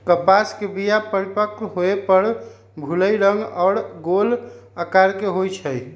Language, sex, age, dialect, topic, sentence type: Magahi, female, 18-24, Western, agriculture, statement